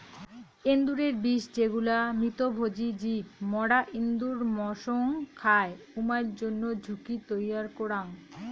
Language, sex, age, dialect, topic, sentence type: Bengali, female, 31-35, Rajbangshi, agriculture, statement